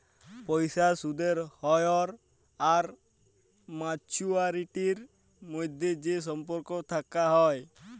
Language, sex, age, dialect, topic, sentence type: Bengali, male, 25-30, Jharkhandi, banking, statement